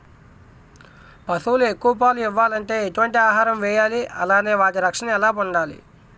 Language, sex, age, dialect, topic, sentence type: Telugu, male, 18-24, Utterandhra, agriculture, question